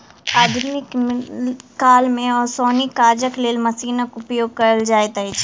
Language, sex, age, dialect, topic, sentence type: Maithili, female, 18-24, Southern/Standard, agriculture, statement